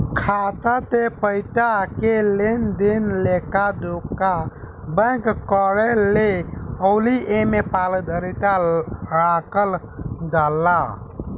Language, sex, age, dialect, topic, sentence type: Bhojpuri, male, 18-24, Southern / Standard, banking, statement